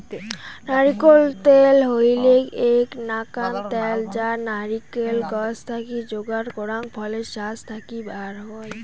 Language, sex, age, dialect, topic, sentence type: Bengali, female, <18, Rajbangshi, agriculture, statement